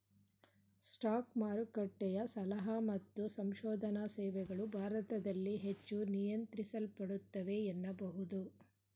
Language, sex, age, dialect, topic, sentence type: Kannada, female, 41-45, Mysore Kannada, banking, statement